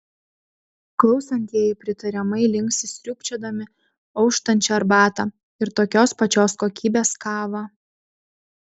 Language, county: Lithuanian, Vilnius